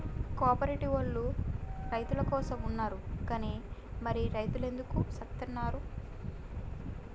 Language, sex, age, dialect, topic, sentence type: Telugu, female, 18-24, Telangana, banking, statement